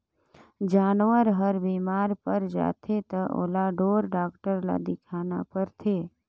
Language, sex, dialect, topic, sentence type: Chhattisgarhi, female, Northern/Bhandar, agriculture, statement